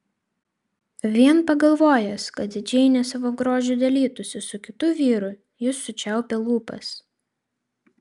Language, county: Lithuanian, Vilnius